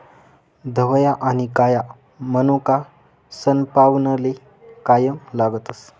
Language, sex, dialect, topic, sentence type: Marathi, male, Northern Konkan, agriculture, statement